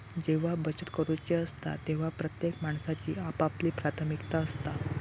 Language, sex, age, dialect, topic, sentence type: Marathi, male, 18-24, Southern Konkan, banking, statement